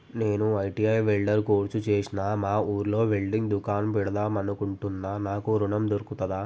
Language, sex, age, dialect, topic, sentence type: Telugu, male, 18-24, Telangana, banking, question